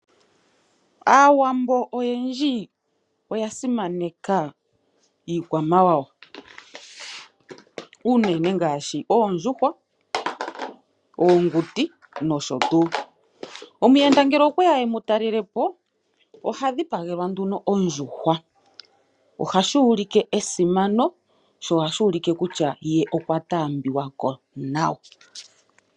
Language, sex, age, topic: Oshiwambo, female, 25-35, agriculture